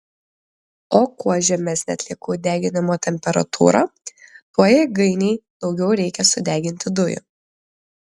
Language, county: Lithuanian, Klaipėda